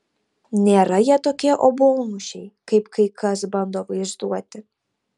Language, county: Lithuanian, Tauragė